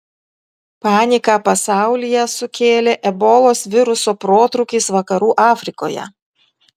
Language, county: Lithuanian, Vilnius